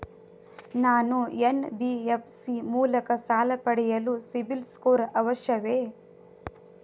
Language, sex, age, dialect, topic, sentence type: Kannada, female, 18-24, Mysore Kannada, banking, question